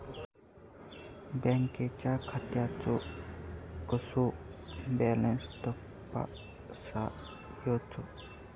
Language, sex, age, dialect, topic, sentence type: Marathi, male, 18-24, Southern Konkan, banking, question